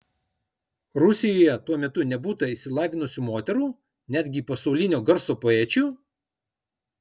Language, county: Lithuanian, Kaunas